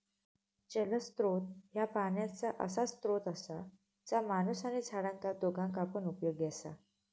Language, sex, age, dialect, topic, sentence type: Marathi, female, 18-24, Southern Konkan, agriculture, statement